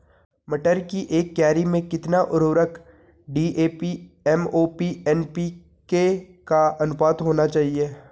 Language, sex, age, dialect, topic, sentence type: Hindi, male, 18-24, Garhwali, agriculture, question